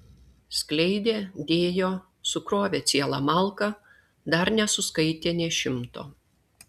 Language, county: Lithuanian, Klaipėda